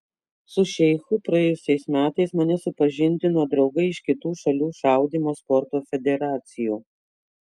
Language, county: Lithuanian, Kaunas